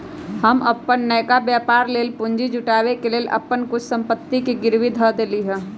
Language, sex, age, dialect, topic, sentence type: Magahi, female, 25-30, Western, banking, statement